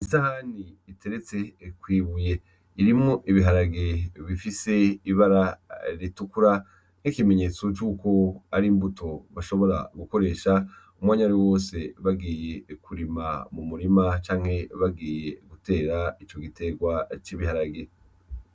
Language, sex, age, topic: Rundi, male, 25-35, agriculture